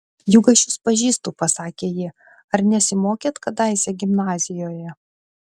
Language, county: Lithuanian, Klaipėda